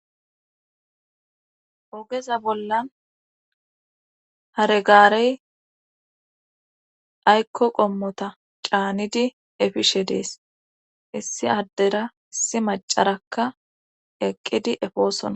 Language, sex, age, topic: Gamo, female, 25-35, government